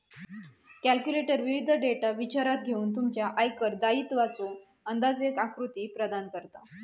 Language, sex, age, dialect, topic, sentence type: Marathi, female, 31-35, Southern Konkan, banking, statement